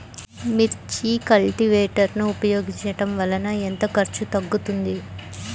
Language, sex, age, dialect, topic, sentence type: Telugu, female, 25-30, Central/Coastal, agriculture, question